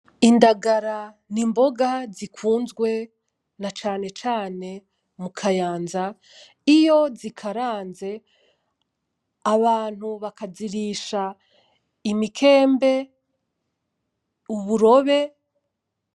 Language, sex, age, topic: Rundi, female, 25-35, agriculture